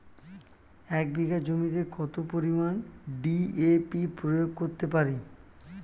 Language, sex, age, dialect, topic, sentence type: Bengali, male, 36-40, Standard Colloquial, agriculture, question